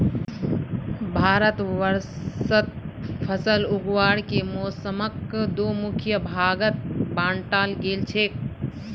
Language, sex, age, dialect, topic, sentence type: Magahi, female, 25-30, Northeastern/Surjapuri, agriculture, statement